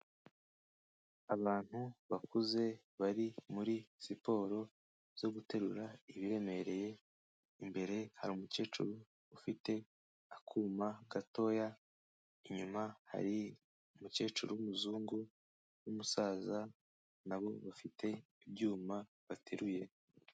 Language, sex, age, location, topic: Kinyarwanda, male, 18-24, Kigali, health